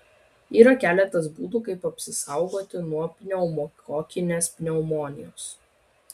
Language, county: Lithuanian, Vilnius